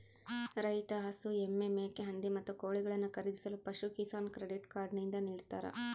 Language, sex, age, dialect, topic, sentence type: Kannada, female, 25-30, Central, agriculture, statement